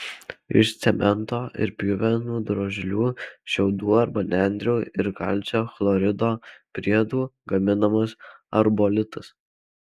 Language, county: Lithuanian, Alytus